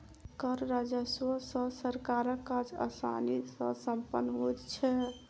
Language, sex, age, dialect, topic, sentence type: Maithili, female, 18-24, Southern/Standard, banking, statement